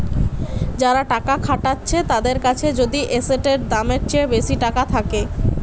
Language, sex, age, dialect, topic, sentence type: Bengali, female, 18-24, Western, banking, statement